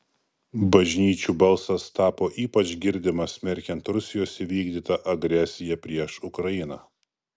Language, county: Lithuanian, Kaunas